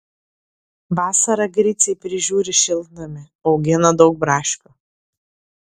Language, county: Lithuanian, Klaipėda